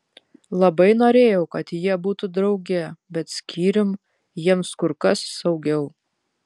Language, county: Lithuanian, Vilnius